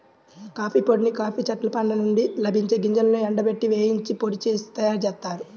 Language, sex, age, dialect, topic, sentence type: Telugu, male, 18-24, Central/Coastal, agriculture, statement